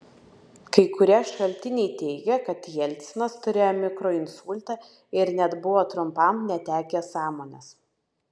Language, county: Lithuanian, Vilnius